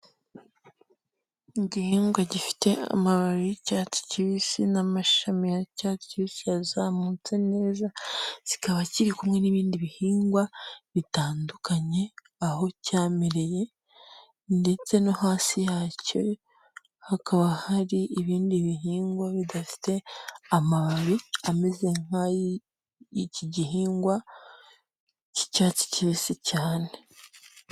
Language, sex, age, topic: Kinyarwanda, female, 25-35, health